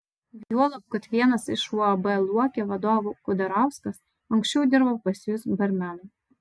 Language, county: Lithuanian, Vilnius